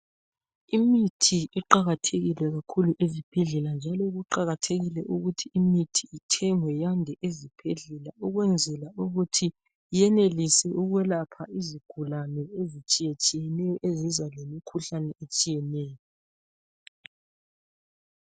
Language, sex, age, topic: North Ndebele, male, 36-49, health